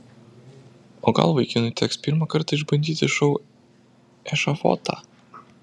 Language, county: Lithuanian, Vilnius